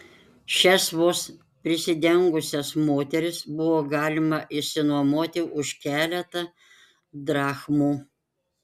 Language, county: Lithuanian, Panevėžys